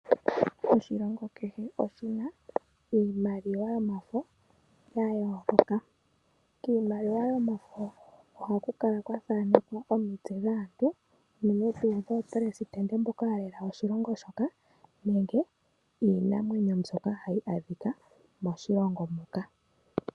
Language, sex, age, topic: Oshiwambo, female, 18-24, finance